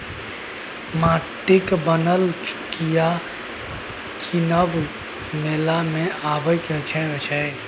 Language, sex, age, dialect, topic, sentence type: Maithili, male, 18-24, Bajjika, banking, statement